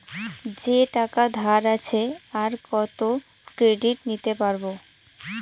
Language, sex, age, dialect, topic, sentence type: Bengali, female, 18-24, Northern/Varendri, banking, statement